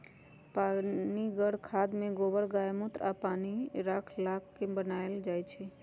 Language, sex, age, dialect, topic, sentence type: Magahi, female, 31-35, Western, agriculture, statement